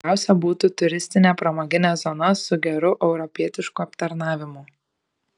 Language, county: Lithuanian, Šiauliai